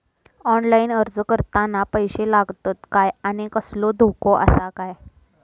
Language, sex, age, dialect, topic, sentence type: Marathi, female, 25-30, Southern Konkan, banking, question